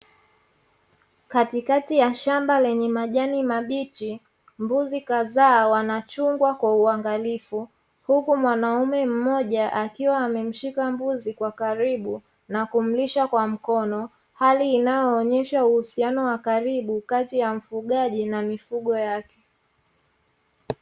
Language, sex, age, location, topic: Swahili, female, 25-35, Dar es Salaam, agriculture